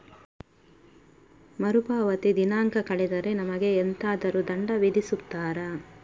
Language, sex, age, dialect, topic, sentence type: Kannada, female, 31-35, Coastal/Dakshin, banking, question